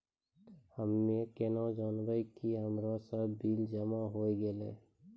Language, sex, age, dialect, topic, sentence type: Maithili, male, 25-30, Angika, banking, question